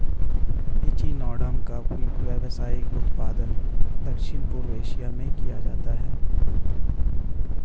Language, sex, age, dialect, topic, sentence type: Hindi, male, 31-35, Hindustani Malvi Khadi Boli, agriculture, statement